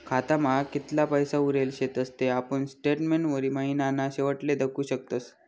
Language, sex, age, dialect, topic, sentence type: Marathi, male, 18-24, Northern Konkan, banking, statement